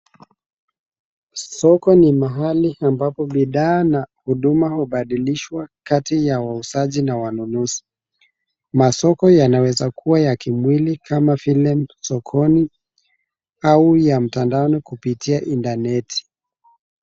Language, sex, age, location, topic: Swahili, male, 36-49, Nairobi, finance